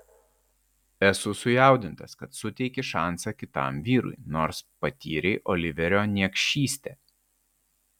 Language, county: Lithuanian, Vilnius